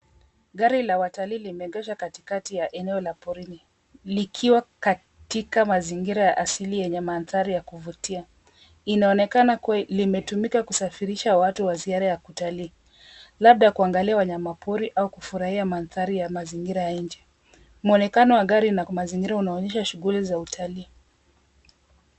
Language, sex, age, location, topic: Swahili, female, 25-35, Nairobi, finance